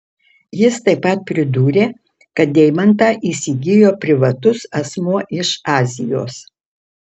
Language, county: Lithuanian, Utena